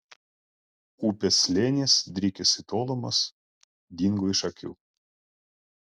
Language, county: Lithuanian, Klaipėda